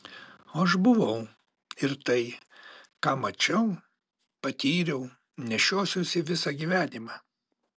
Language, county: Lithuanian, Alytus